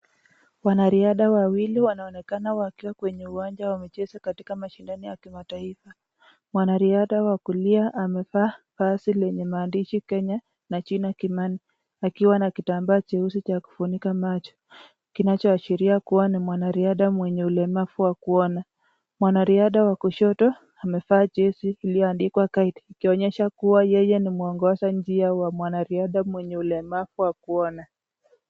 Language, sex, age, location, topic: Swahili, female, 25-35, Nakuru, education